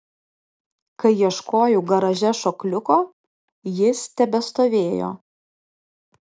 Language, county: Lithuanian, Alytus